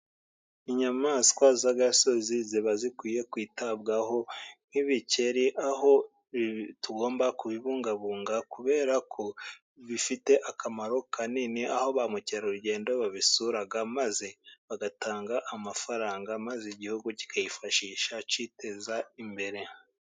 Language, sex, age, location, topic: Kinyarwanda, male, 36-49, Musanze, agriculture